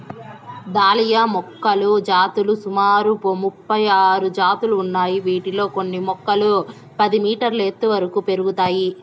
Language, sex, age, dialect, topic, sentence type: Telugu, male, 25-30, Southern, agriculture, statement